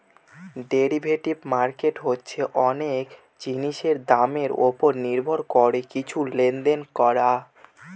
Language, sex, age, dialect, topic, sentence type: Bengali, male, 18-24, Northern/Varendri, banking, statement